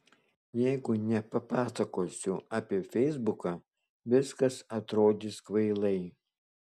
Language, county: Lithuanian, Kaunas